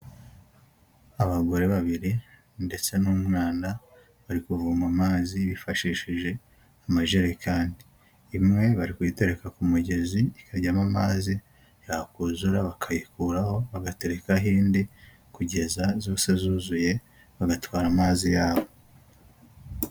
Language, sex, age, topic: Kinyarwanda, male, 18-24, health